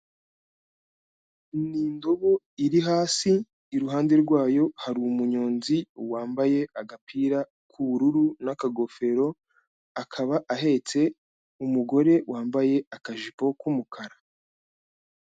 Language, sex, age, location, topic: Kinyarwanda, male, 25-35, Kigali, health